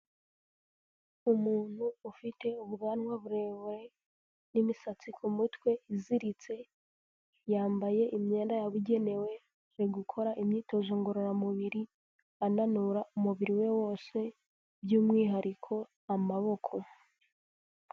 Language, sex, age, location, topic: Kinyarwanda, female, 18-24, Huye, health